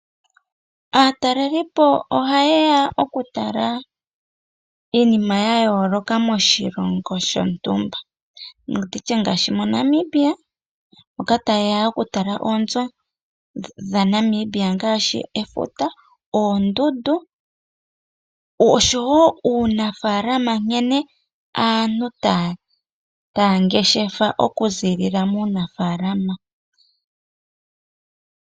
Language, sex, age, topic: Oshiwambo, female, 18-24, agriculture